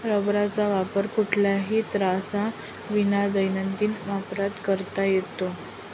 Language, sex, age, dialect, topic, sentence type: Marathi, female, 25-30, Northern Konkan, agriculture, statement